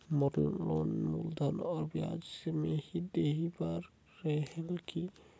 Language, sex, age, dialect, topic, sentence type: Chhattisgarhi, male, 18-24, Northern/Bhandar, banking, question